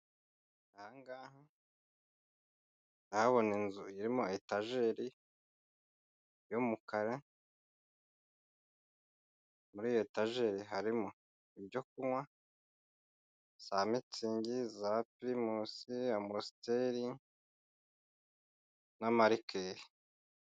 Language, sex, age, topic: Kinyarwanda, male, 25-35, finance